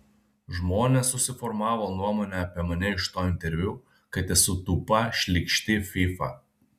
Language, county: Lithuanian, Vilnius